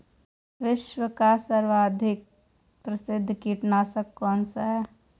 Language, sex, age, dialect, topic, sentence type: Hindi, female, 18-24, Hindustani Malvi Khadi Boli, agriculture, question